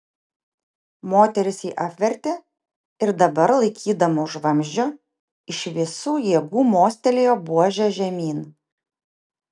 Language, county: Lithuanian, Vilnius